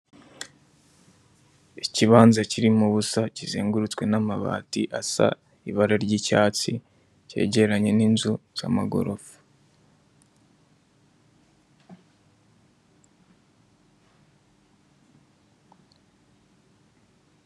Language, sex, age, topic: Kinyarwanda, male, 25-35, government